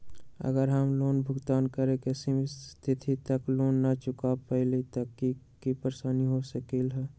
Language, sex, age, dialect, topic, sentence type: Magahi, male, 18-24, Western, banking, question